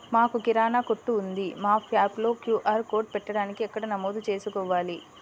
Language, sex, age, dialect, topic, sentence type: Telugu, female, 25-30, Central/Coastal, banking, question